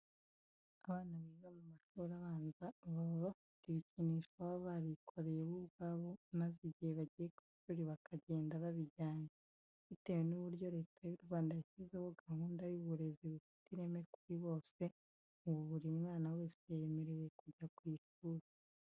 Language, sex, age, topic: Kinyarwanda, female, 25-35, education